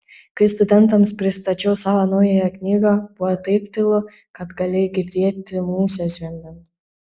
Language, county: Lithuanian, Panevėžys